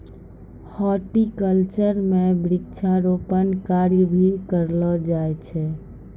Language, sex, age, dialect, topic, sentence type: Maithili, female, 18-24, Angika, agriculture, statement